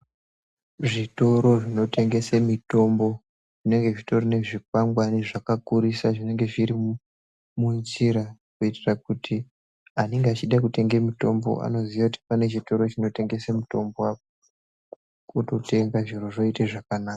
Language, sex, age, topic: Ndau, male, 18-24, health